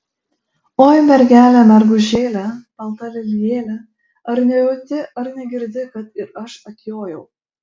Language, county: Lithuanian, Šiauliai